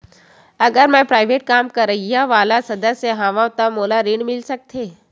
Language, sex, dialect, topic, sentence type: Chhattisgarhi, female, Western/Budati/Khatahi, banking, question